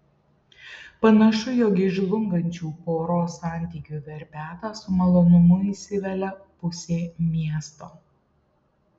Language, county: Lithuanian, Šiauliai